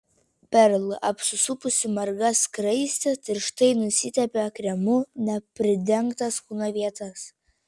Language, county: Lithuanian, Vilnius